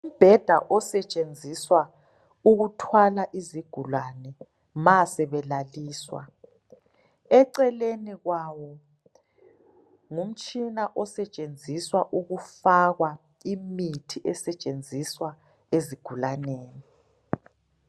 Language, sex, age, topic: North Ndebele, female, 25-35, health